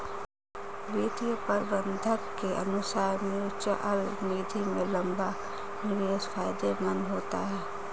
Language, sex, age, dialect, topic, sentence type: Hindi, female, 18-24, Marwari Dhudhari, banking, statement